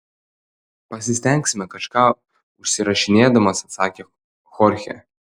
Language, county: Lithuanian, Telšiai